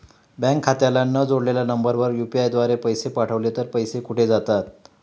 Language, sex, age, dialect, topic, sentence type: Marathi, male, 56-60, Standard Marathi, banking, question